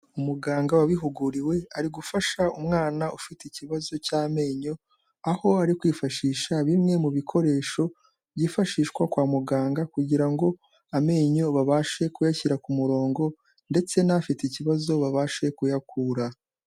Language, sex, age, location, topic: Kinyarwanda, male, 18-24, Kigali, health